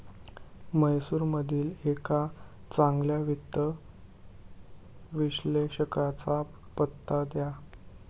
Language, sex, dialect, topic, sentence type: Marathi, male, Standard Marathi, banking, statement